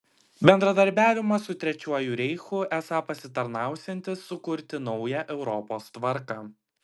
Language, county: Lithuanian, Klaipėda